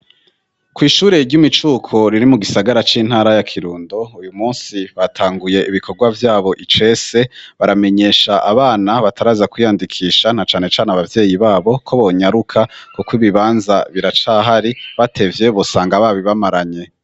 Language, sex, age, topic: Rundi, male, 25-35, education